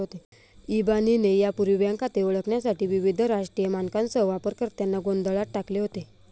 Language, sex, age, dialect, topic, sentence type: Marathi, female, 25-30, Northern Konkan, banking, statement